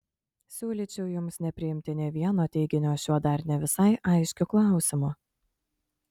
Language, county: Lithuanian, Kaunas